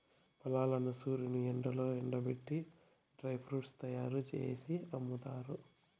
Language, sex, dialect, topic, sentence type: Telugu, male, Southern, agriculture, statement